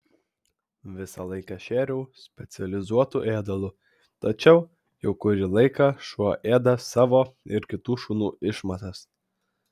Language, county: Lithuanian, Vilnius